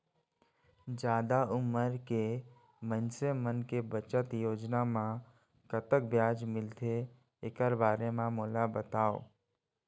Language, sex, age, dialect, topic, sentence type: Chhattisgarhi, male, 60-100, Eastern, banking, statement